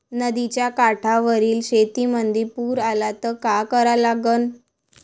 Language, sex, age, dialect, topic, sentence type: Marathi, female, 25-30, Varhadi, agriculture, question